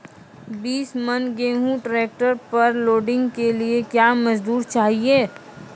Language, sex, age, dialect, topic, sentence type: Maithili, female, 25-30, Angika, agriculture, question